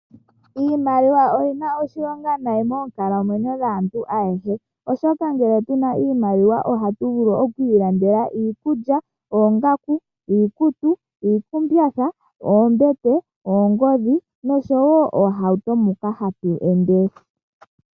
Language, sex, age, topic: Oshiwambo, female, 18-24, finance